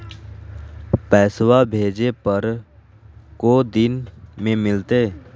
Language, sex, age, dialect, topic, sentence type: Magahi, male, 18-24, Southern, banking, question